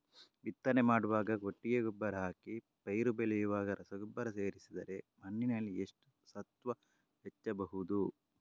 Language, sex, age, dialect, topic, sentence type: Kannada, male, 18-24, Coastal/Dakshin, agriculture, question